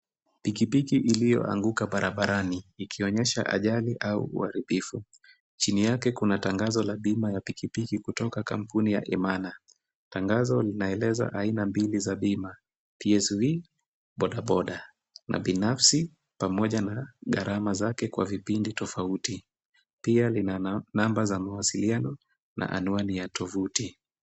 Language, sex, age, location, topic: Swahili, male, 25-35, Kisumu, finance